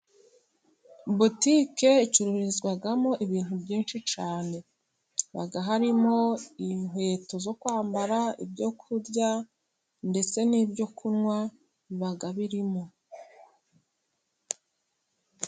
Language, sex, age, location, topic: Kinyarwanda, female, 36-49, Musanze, finance